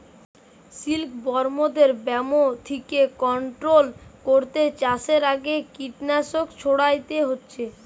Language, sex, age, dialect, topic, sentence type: Bengali, male, 25-30, Western, agriculture, statement